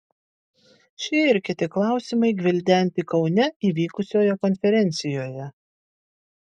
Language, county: Lithuanian, Vilnius